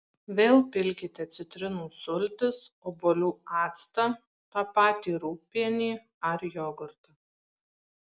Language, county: Lithuanian, Marijampolė